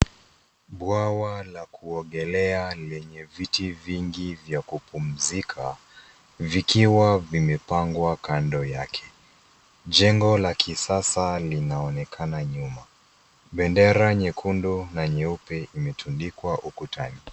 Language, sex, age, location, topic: Swahili, male, 25-35, Nairobi, education